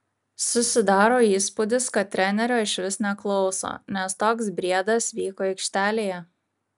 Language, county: Lithuanian, Kaunas